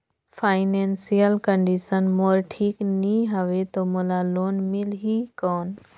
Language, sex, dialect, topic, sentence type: Chhattisgarhi, female, Northern/Bhandar, banking, question